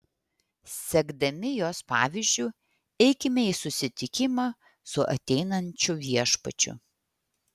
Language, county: Lithuanian, Vilnius